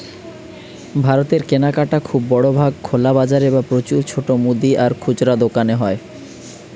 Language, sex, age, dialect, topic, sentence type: Bengali, male, 31-35, Western, agriculture, statement